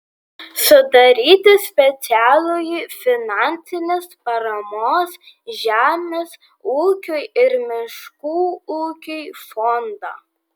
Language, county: Lithuanian, Vilnius